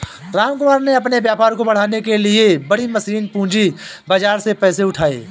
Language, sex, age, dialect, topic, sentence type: Hindi, male, 25-30, Awadhi Bundeli, banking, statement